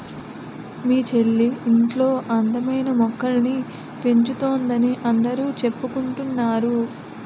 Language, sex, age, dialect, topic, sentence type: Telugu, female, 18-24, Utterandhra, agriculture, statement